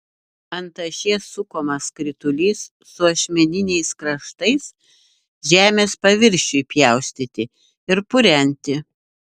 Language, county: Lithuanian, Šiauliai